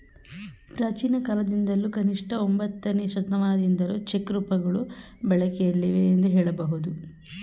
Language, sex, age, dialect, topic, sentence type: Kannada, female, 31-35, Mysore Kannada, banking, statement